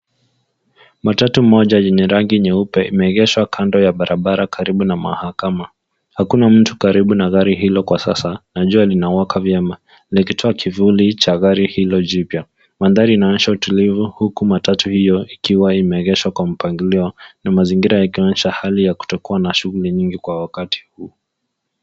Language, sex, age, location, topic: Swahili, male, 18-24, Nairobi, finance